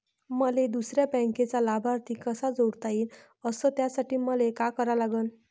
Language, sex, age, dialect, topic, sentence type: Marathi, female, 18-24, Varhadi, banking, question